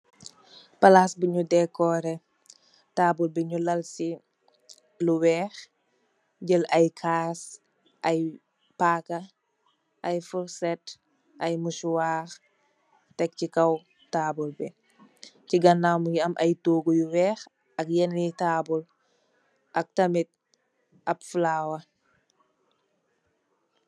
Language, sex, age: Wolof, female, 18-24